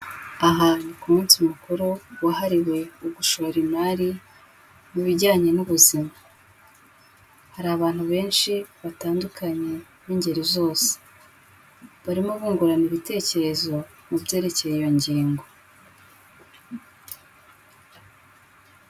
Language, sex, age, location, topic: Kinyarwanda, female, 18-24, Kigali, health